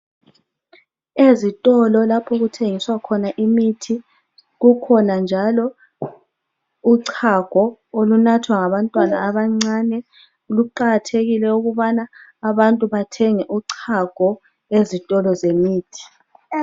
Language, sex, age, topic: North Ndebele, female, 25-35, health